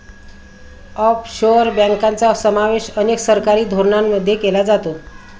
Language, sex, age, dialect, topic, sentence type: Marathi, female, 56-60, Standard Marathi, banking, statement